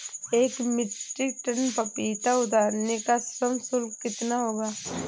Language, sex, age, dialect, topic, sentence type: Hindi, female, 18-24, Awadhi Bundeli, agriculture, question